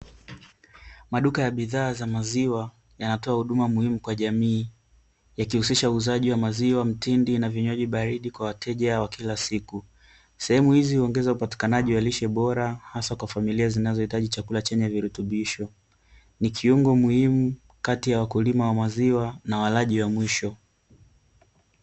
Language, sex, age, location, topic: Swahili, male, 18-24, Dar es Salaam, finance